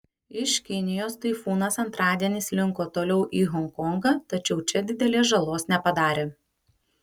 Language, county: Lithuanian, Panevėžys